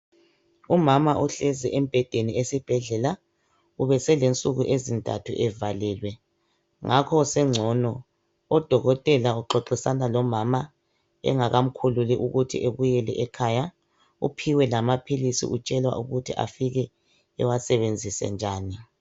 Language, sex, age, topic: North Ndebele, female, 50+, health